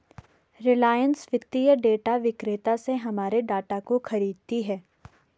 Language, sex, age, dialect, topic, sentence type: Hindi, female, 25-30, Garhwali, banking, statement